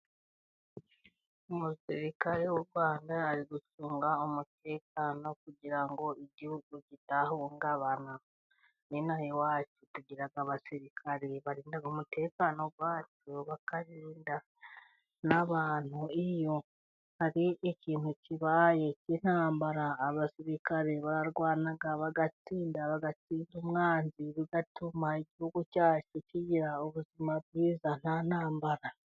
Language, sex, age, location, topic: Kinyarwanda, female, 36-49, Burera, government